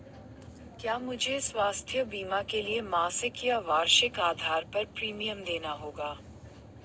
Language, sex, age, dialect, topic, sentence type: Hindi, male, 25-30, Marwari Dhudhari, banking, question